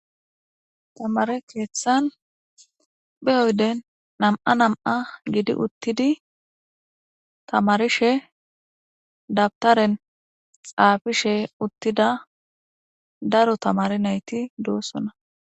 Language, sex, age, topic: Gamo, female, 18-24, government